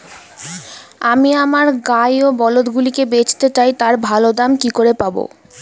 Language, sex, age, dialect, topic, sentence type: Bengali, female, 18-24, Standard Colloquial, agriculture, question